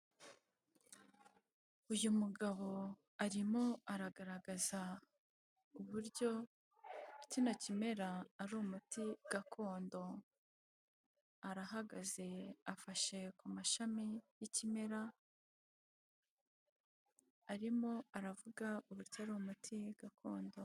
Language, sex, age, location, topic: Kinyarwanda, female, 18-24, Huye, health